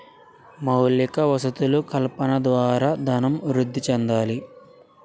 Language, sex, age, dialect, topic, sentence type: Telugu, male, 56-60, Utterandhra, banking, statement